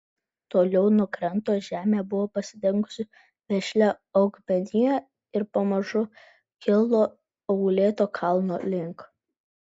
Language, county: Lithuanian, Vilnius